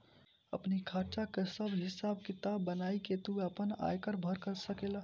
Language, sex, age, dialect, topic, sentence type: Bhojpuri, male, <18, Northern, banking, statement